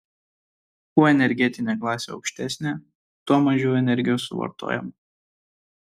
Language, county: Lithuanian, Kaunas